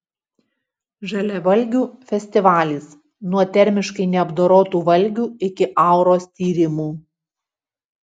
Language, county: Lithuanian, Utena